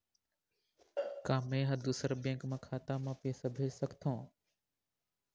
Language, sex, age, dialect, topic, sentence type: Chhattisgarhi, male, 51-55, Eastern, banking, statement